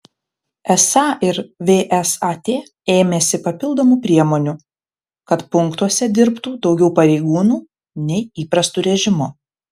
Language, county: Lithuanian, Panevėžys